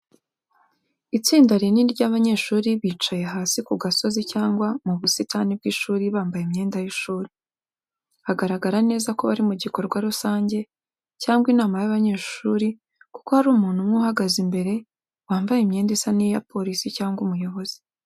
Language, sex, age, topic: Kinyarwanda, female, 18-24, education